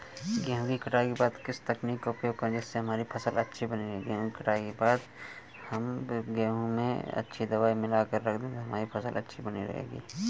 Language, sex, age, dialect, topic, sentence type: Hindi, male, 31-35, Awadhi Bundeli, agriculture, question